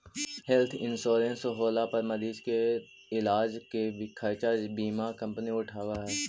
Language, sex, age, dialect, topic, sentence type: Magahi, male, 25-30, Central/Standard, banking, statement